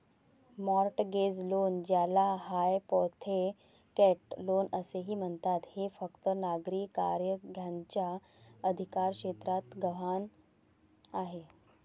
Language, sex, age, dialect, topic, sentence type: Marathi, female, 36-40, Varhadi, banking, statement